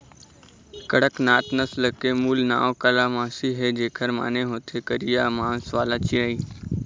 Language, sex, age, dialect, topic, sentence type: Chhattisgarhi, male, 18-24, Eastern, agriculture, statement